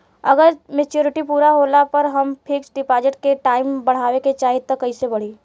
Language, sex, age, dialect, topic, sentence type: Bhojpuri, female, 18-24, Southern / Standard, banking, question